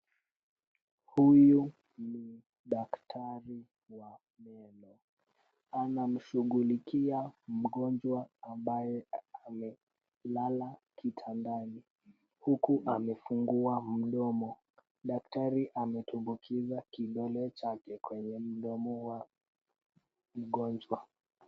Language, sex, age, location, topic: Swahili, female, 36-49, Kisumu, health